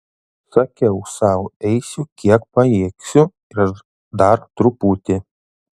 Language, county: Lithuanian, Šiauliai